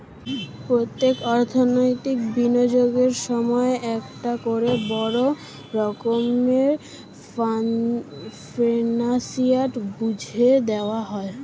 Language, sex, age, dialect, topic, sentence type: Bengali, male, 36-40, Standard Colloquial, banking, statement